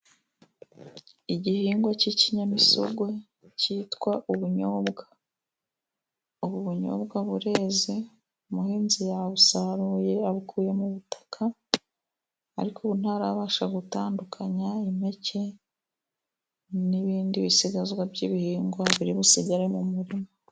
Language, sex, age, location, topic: Kinyarwanda, female, 36-49, Musanze, agriculture